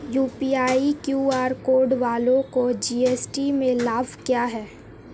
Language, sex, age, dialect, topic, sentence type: Hindi, female, 18-24, Marwari Dhudhari, banking, question